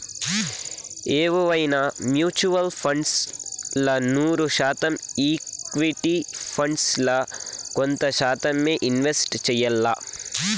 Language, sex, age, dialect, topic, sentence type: Telugu, male, 18-24, Southern, banking, statement